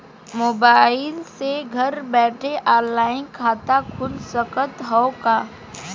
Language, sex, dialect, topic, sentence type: Bhojpuri, female, Western, banking, question